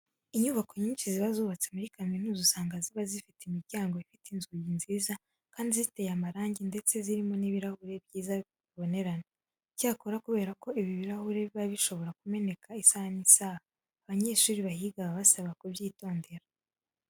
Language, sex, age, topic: Kinyarwanda, female, 18-24, education